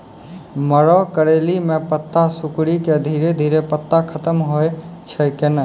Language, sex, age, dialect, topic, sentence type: Maithili, male, 18-24, Angika, agriculture, question